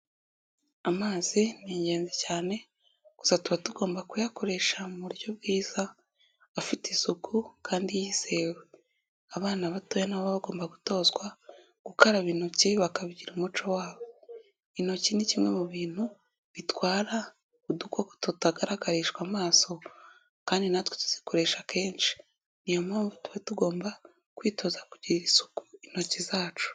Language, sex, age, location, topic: Kinyarwanda, female, 18-24, Kigali, health